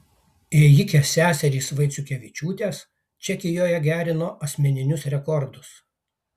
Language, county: Lithuanian, Kaunas